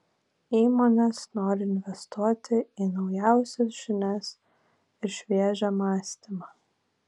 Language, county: Lithuanian, Vilnius